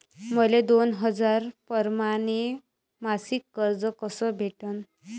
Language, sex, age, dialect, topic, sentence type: Marathi, female, 31-35, Varhadi, banking, question